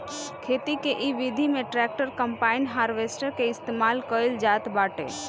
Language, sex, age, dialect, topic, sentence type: Bhojpuri, female, 25-30, Northern, agriculture, statement